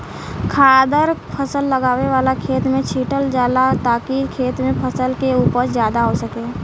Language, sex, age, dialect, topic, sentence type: Bhojpuri, female, 18-24, Southern / Standard, agriculture, statement